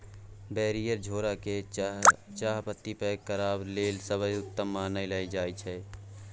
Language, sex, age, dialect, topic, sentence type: Maithili, male, 25-30, Bajjika, agriculture, statement